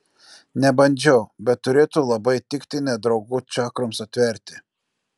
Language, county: Lithuanian, Klaipėda